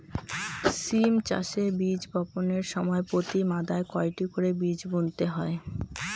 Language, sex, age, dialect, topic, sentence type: Bengali, female, 18-24, Rajbangshi, agriculture, question